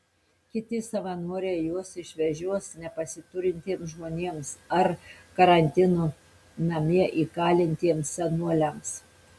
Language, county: Lithuanian, Telšiai